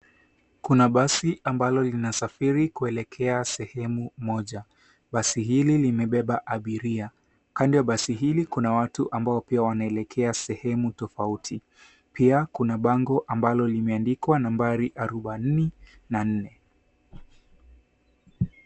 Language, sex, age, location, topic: Swahili, male, 18-24, Nairobi, government